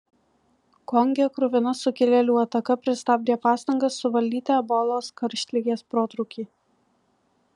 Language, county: Lithuanian, Alytus